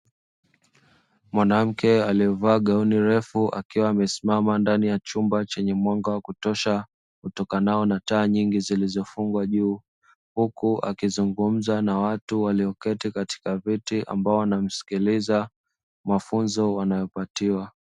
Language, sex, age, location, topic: Swahili, male, 25-35, Dar es Salaam, education